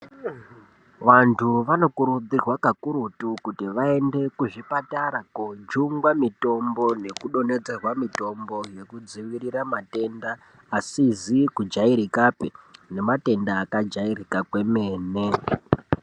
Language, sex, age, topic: Ndau, male, 18-24, health